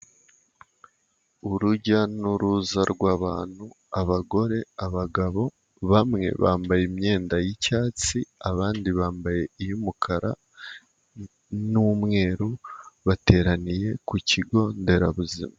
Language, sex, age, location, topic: Kinyarwanda, male, 18-24, Kigali, health